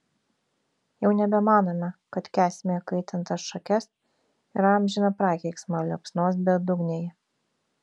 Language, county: Lithuanian, Vilnius